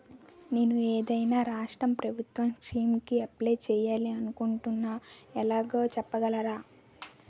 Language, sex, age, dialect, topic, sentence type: Telugu, female, 18-24, Utterandhra, banking, question